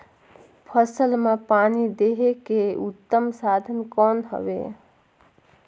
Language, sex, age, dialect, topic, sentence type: Chhattisgarhi, female, 36-40, Northern/Bhandar, agriculture, question